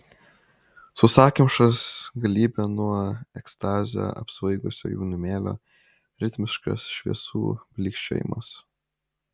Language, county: Lithuanian, Kaunas